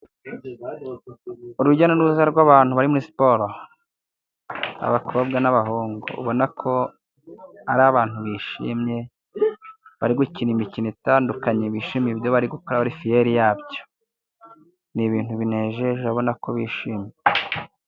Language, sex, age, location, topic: Kinyarwanda, male, 18-24, Musanze, government